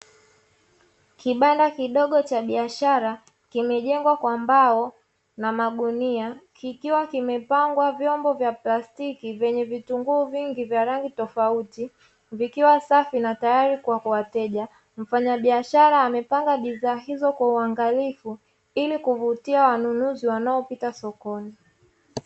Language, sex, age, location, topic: Swahili, female, 25-35, Dar es Salaam, finance